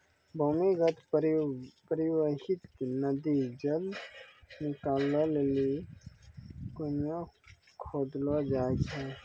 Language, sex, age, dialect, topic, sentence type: Maithili, male, 18-24, Angika, agriculture, statement